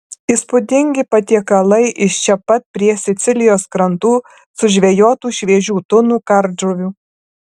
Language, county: Lithuanian, Alytus